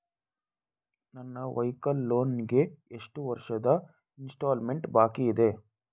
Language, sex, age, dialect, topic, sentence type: Kannada, male, 18-24, Coastal/Dakshin, banking, question